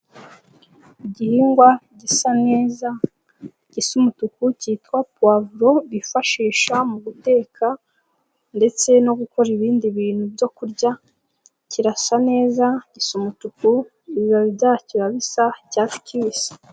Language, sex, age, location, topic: Kinyarwanda, female, 18-24, Nyagatare, agriculture